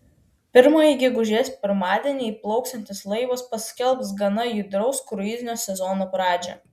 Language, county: Lithuanian, Vilnius